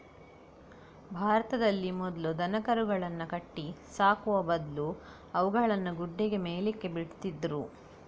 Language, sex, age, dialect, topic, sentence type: Kannada, female, 60-100, Coastal/Dakshin, agriculture, statement